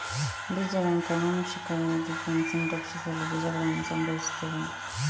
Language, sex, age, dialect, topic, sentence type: Kannada, female, 18-24, Coastal/Dakshin, agriculture, statement